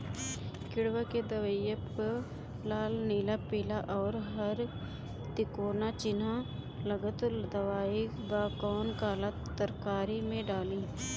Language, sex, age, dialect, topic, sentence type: Bhojpuri, female, 25-30, Northern, agriculture, question